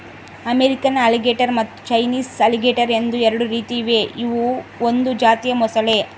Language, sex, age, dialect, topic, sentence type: Kannada, female, 18-24, Central, agriculture, statement